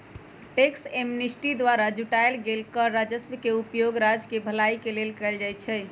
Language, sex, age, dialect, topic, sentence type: Magahi, female, 31-35, Western, banking, statement